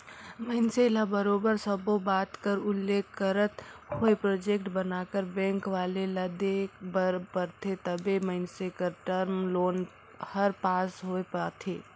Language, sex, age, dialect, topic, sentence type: Chhattisgarhi, female, 18-24, Northern/Bhandar, banking, statement